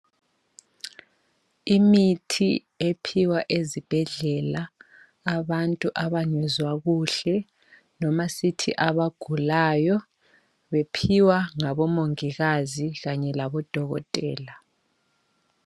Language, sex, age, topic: North Ndebele, male, 25-35, health